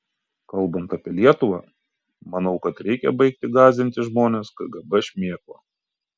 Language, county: Lithuanian, Kaunas